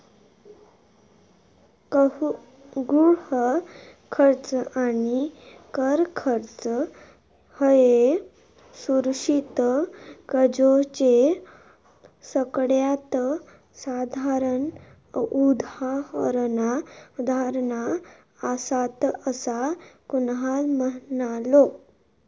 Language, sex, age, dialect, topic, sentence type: Marathi, female, 18-24, Southern Konkan, banking, statement